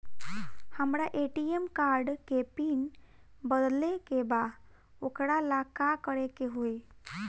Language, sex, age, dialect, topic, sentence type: Bhojpuri, female, 18-24, Northern, banking, question